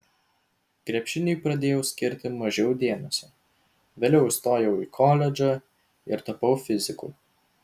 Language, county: Lithuanian, Vilnius